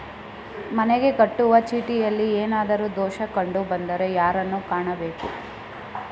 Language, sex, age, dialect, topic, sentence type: Kannada, female, 18-24, Coastal/Dakshin, banking, question